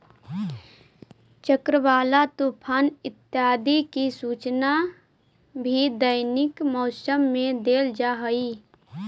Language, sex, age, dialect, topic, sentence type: Magahi, female, 25-30, Central/Standard, agriculture, statement